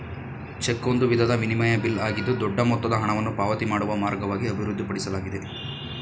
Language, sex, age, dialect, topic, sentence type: Kannada, male, 31-35, Mysore Kannada, banking, statement